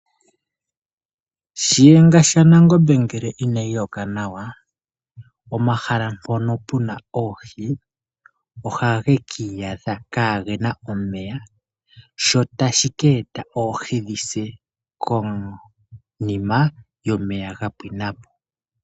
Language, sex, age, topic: Oshiwambo, male, 25-35, agriculture